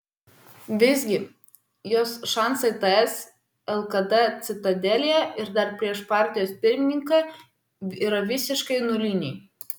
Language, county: Lithuanian, Vilnius